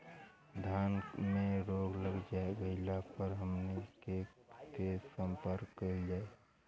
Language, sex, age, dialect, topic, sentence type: Bhojpuri, male, 18-24, Western, agriculture, question